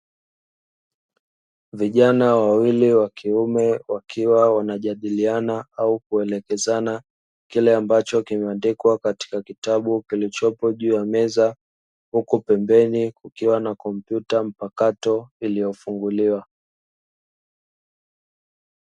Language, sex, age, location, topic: Swahili, male, 25-35, Dar es Salaam, education